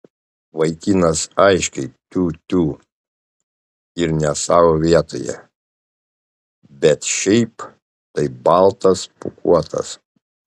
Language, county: Lithuanian, Panevėžys